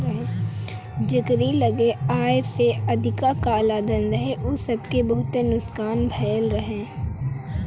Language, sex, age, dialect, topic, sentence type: Bhojpuri, male, 18-24, Northern, banking, statement